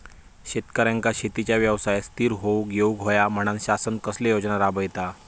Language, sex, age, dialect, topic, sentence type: Marathi, male, 18-24, Southern Konkan, agriculture, question